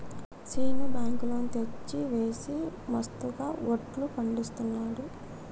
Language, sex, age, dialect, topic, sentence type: Telugu, female, 60-100, Telangana, banking, statement